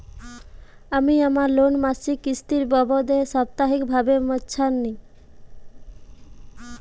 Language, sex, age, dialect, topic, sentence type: Bengali, female, 18-24, Jharkhandi, banking, statement